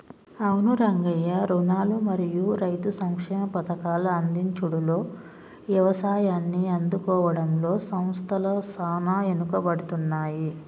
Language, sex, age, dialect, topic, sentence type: Telugu, male, 25-30, Telangana, agriculture, statement